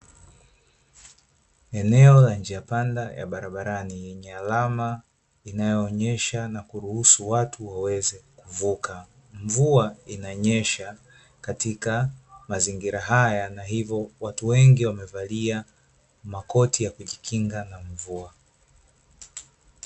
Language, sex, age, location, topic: Swahili, male, 25-35, Dar es Salaam, government